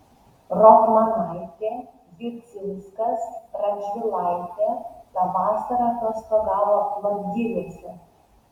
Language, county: Lithuanian, Vilnius